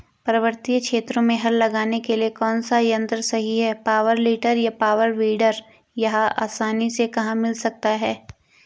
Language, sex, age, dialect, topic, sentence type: Hindi, female, 18-24, Garhwali, agriculture, question